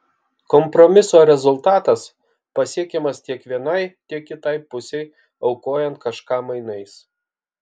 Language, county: Lithuanian, Kaunas